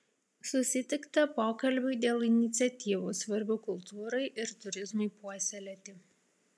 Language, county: Lithuanian, Vilnius